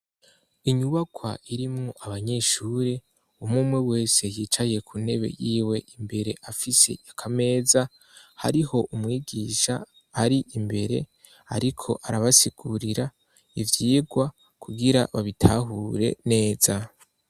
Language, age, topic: Rundi, 18-24, education